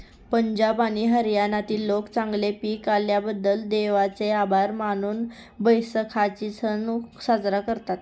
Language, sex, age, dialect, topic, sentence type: Marathi, female, 18-24, Northern Konkan, agriculture, statement